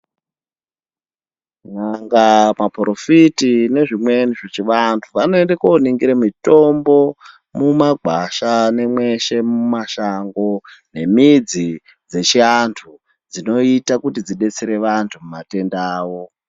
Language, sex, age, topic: Ndau, male, 25-35, health